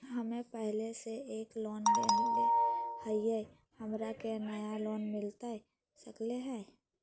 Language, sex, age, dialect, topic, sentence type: Magahi, female, 25-30, Southern, banking, question